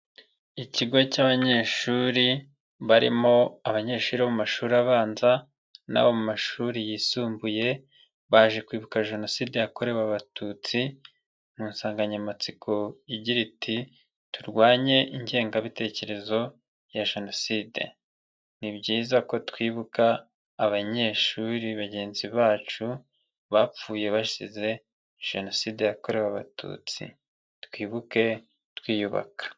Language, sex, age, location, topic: Kinyarwanda, male, 25-35, Nyagatare, education